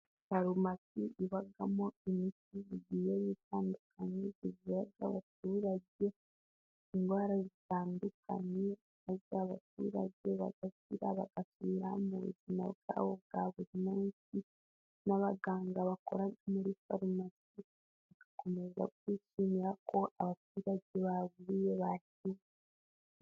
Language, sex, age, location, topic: Kinyarwanda, female, 18-24, Musanze, health